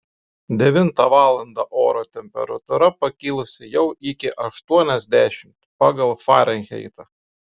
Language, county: Lithuanian, Šiauliai